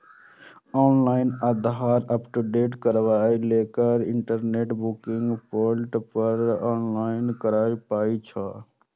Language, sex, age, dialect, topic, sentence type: Maithili, male, 25-30, Eastern / Thethi, banking, statement